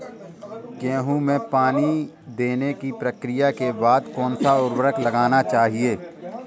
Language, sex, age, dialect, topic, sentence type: Hindi, male, 18-24, Awadhi Bundeli, agriculture, question